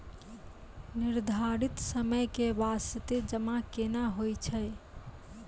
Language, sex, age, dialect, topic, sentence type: Maithili, female, 25-30, Angika, banking, question